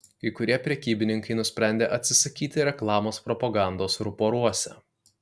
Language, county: Lithuanian, Kaunas